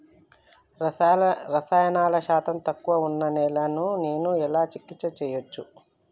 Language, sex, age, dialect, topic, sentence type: Telugu, female, 36-40, Telangana, agriculture, question